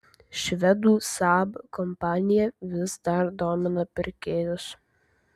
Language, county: Lithuanian, Vilnius